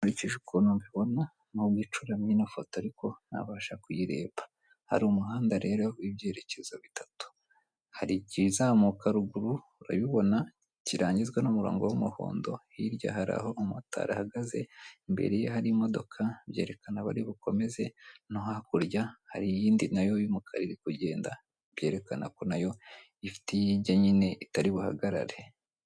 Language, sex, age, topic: Kinyarwanda, male, 18-24, government